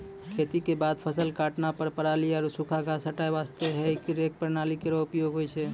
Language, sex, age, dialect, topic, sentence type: Maithili, male, 25-30, Angika, agriculture, statement